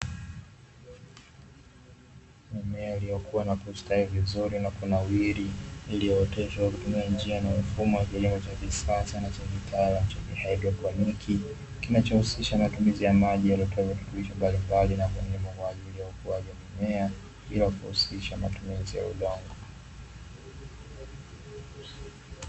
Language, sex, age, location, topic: Swahili, male, 25-35, Dar es Salaam, agriculture